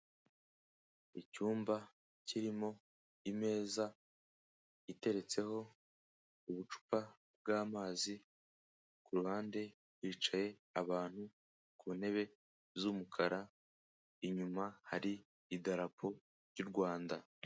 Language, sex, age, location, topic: Kinyarwanda, male, 18-24, Kigali, health